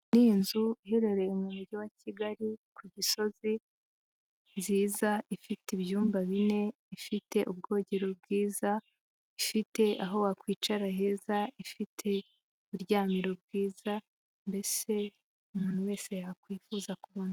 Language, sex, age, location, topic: Kinyarwanda, female, 18-24, Huye, finance